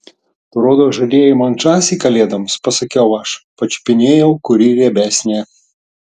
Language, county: Lithuanian, Tauragė